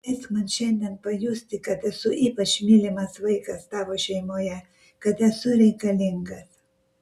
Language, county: Lithuanian, Vilnius